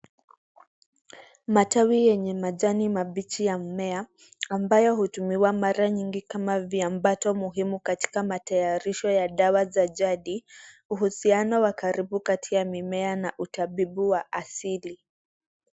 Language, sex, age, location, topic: Swahili, female, 18-24, Nairobi, health